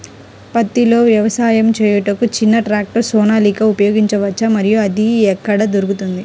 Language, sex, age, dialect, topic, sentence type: Telugu, female, 18-24, Central/Coastal, agriculture, question